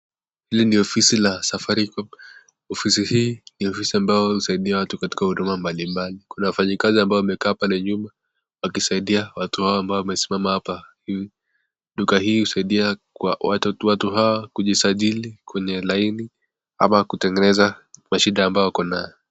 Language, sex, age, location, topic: Swahili, male, 18-24, Nakuru, finance